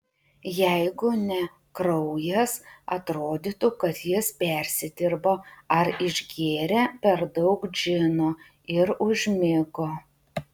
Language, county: Lithuanian, Utena